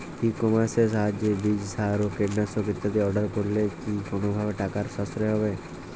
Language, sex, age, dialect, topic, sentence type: Bengali, male, 18-24, Jharkhandi, agriculture, question